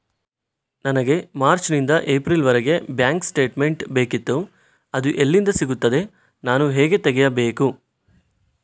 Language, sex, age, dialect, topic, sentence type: Kannada, male, 18-24, Coastal/Dakshin, banking, question